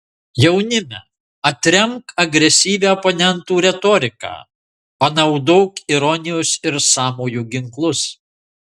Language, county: Lithuanian, Marijampolė